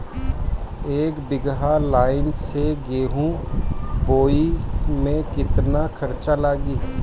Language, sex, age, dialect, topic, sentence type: Bhojpuri, male, 60-100, Northern, agriculture, question